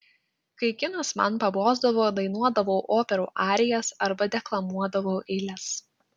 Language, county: Lithuanian, Klaipėda